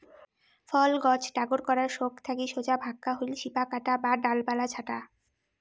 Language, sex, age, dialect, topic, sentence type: Bengali, female, 18-24, Rajbangshi, agriculture, statement